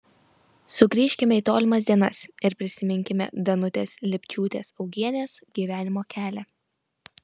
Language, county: Lithuanian, Vilnius